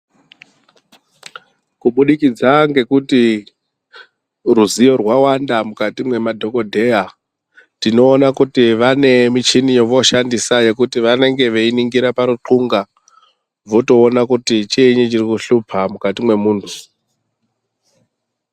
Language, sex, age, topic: Ndau, male, 25-35, health